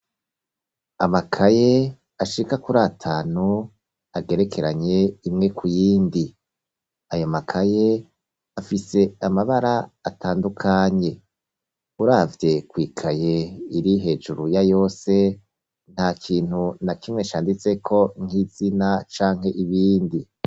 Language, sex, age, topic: Rundi, male, 36-49, education